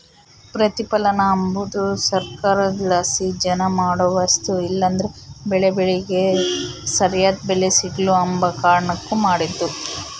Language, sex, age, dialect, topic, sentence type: Kannada, female, 18-24, Central, banking, statement